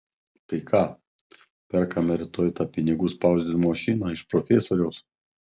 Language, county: Lithuanian, Panevėžys